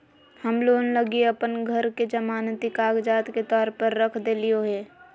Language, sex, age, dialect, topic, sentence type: Magahi, female, 18-24, Southern, banking, statement